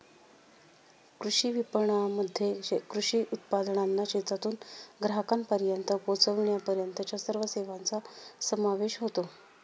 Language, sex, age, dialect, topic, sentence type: Marathi, female, 36-40, Standard Marathi, agriculture, statement